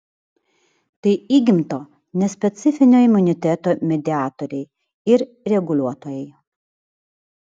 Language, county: Lithuanian, Vilnius